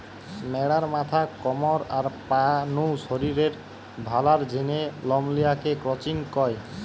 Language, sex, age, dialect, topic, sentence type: Bengali, female, 18-24, Western, agriculture, statement